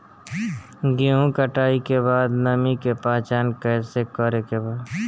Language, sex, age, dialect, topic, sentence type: Bhojpuri, male, 25-30, Northern, agriculture, question